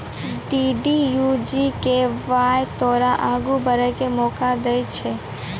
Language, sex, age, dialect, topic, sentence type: Maithili, female, 18-24, Angika, banking, statement